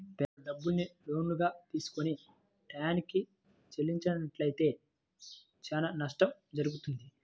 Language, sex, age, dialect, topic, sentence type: Telugu, male, 18-24, Central/Coastal, banking, statement